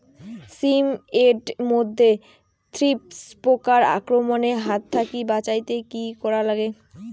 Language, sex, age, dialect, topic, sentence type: Bengali, female, 18-24, Rajbangshi, agriculture, question